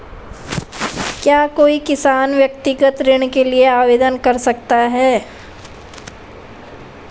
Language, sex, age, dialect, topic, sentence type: Hindi, female, 18-24, Marwari Dhudhari, banking, question